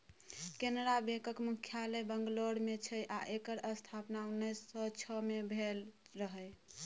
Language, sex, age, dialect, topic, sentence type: Maithili, female, 18-24, Bajjika, banking, statement